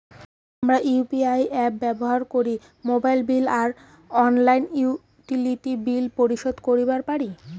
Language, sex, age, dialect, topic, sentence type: Bengali, female, 18-24, Rajbangshi, banking, statement